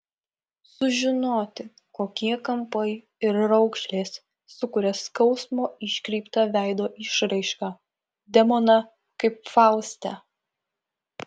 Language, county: Lithuanian, Kaunas